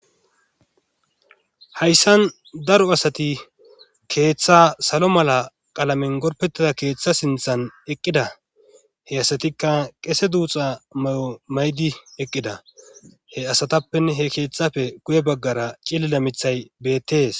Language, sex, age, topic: Gamo, male, 25-35, government